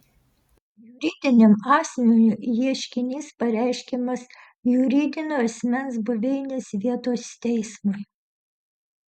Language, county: Lithuanian, Utena